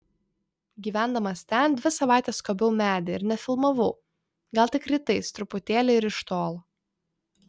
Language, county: Lithuanian, Vilnius